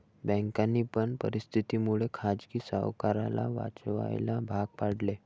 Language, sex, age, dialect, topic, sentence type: Marathi, male, 18-24, Varhadi, banking, statement